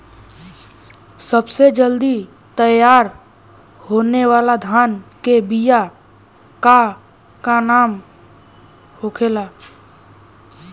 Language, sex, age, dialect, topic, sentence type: Bhojpuri, male, 36-40, Western, agriculture, question